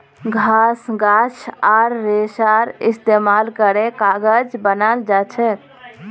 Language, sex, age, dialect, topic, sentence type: Magahi, female, 18-24, Northeastern/Surjapuri, agriculture, statement